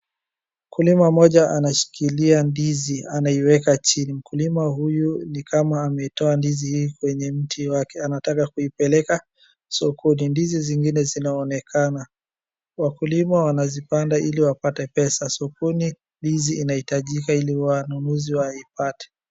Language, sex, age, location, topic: Swahili, female, 25-35, Wajir, agriculture